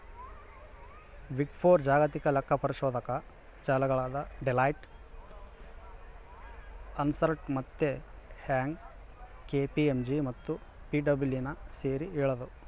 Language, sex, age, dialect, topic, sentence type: Kannada, male, 25-30, Central, banking, statement